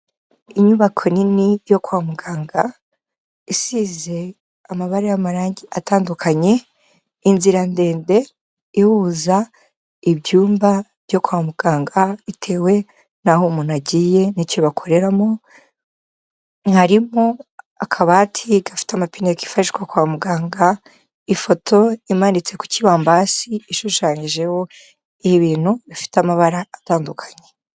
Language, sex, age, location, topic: Kinyarwanda, female, 25-35, Kigali, health